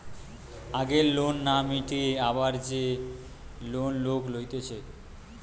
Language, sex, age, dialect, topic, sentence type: Bengali, male, 18-24, Western, banking, statement